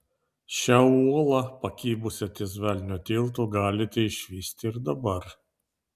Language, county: Lithuanian, Vilnius